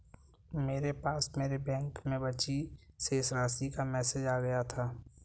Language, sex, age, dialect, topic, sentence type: Hindi, male, 18-24, Kanauji Braj Bhasha, banking, statement